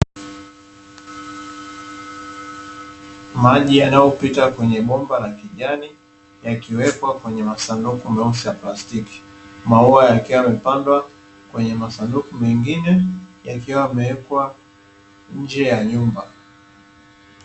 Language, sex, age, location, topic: Swahili, male, 18-24, Dar es Salaam, agriculture